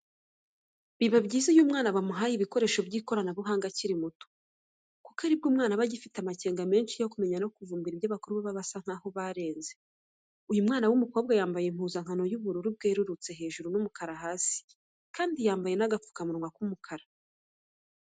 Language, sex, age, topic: Kinyarwanda, female, 25-35, education